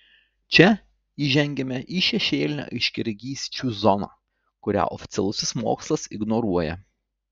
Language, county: Lithuanian, Utena